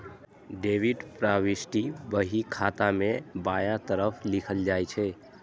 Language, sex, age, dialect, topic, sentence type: Maithili, male, 25-30, Eastern / Thethi, banking, statement